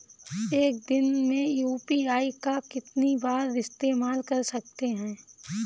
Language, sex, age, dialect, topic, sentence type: Hindi, female, 25-30, Kanauji Braj Bhasha, banking, question